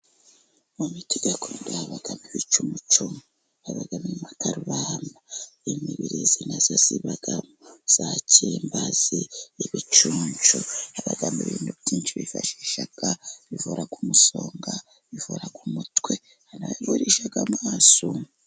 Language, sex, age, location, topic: Kinyarwanda, female, 50+, Musanze, health